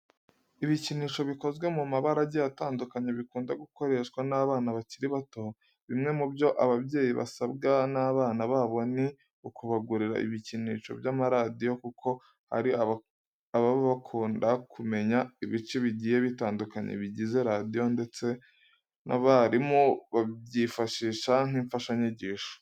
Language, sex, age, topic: Kinyarwanda, male, 18-24, education